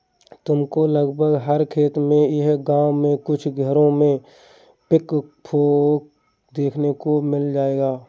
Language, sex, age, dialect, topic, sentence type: Hindi, male, 18-24, Awadhi Bundeli, agriculture, statement